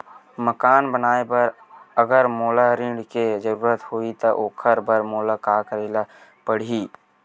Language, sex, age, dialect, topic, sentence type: Chhattisgarhi, male, 18-24, Western/Budati/Khatahi, banking, question